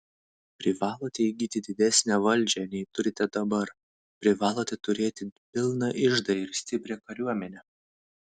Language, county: Lithuanian, Vilnius